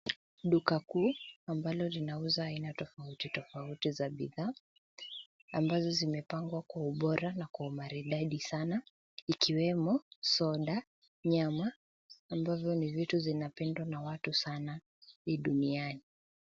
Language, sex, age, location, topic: Swahili, male, 18-24, Nairobi, finance